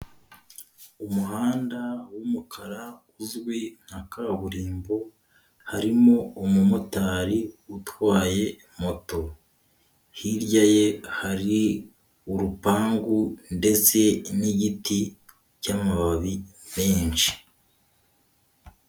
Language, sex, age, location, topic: Kinyarwanda, male, 18-24, Kigali, government